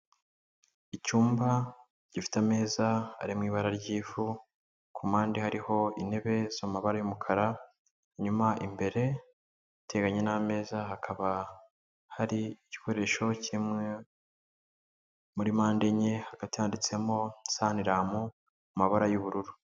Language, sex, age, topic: Kinyarwanda, male, 18-24, finance